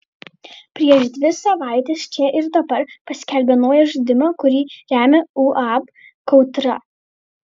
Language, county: Lithuanian, Vilnius